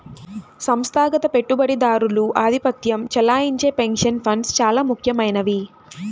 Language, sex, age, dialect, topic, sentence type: Telugu, female, 18-24, Central/Coastal, banking, statement